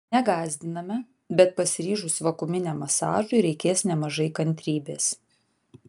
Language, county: Lithuanian, Vilnius